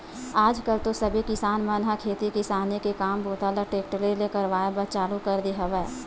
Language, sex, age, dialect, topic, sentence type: Chhattisgarhi, female, 25-30, Western/Budati/Khatahi, agriculture, statement